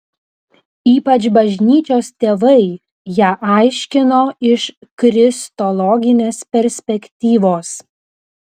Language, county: Lithuanian, Vilnius